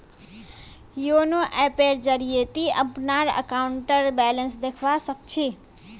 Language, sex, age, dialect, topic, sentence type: Magahi, female, 25-30, Northeastern/Surjapuri, banking, statement